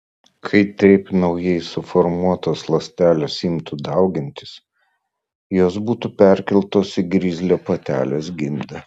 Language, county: Lithuanian, Vilnius